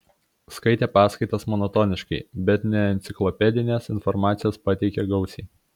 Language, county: Lithuanian, Kaunas